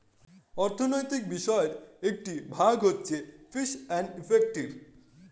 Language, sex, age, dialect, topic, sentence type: Bengali, male, 31-35, Standard Colloquial, banking, statement